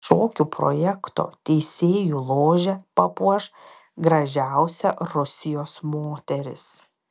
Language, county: Lithuanian, Panevėžys